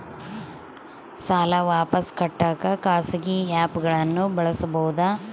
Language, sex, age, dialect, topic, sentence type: Kannada, female, 36-40, Central, banking, question